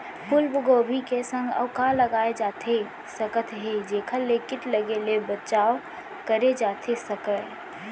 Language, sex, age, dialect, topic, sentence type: Chhattisgarhi, female, 18-24, Central, agriculture, question